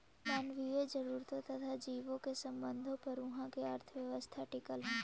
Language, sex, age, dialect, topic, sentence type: Magahi, female, 18-24, Central/Standard, agriculture, statement